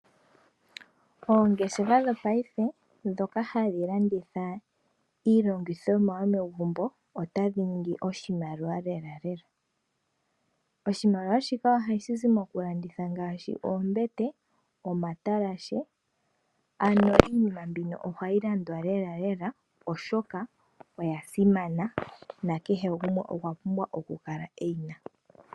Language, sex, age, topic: Oshiwambo, female, 18-24, finance